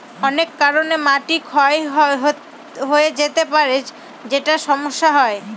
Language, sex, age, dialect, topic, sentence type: Bengali, female, 31-35, Northern/Varendri, agriculture, statement